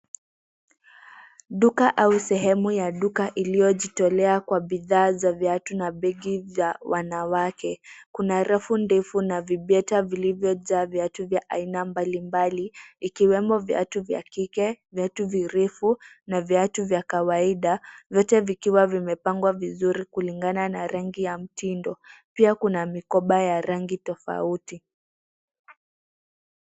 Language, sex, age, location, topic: Swahili, female, 18-24, Nairobi, finance